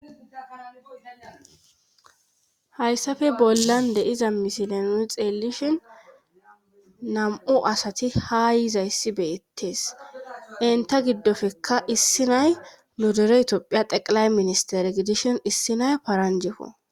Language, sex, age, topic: Gamo, female, 25-35, government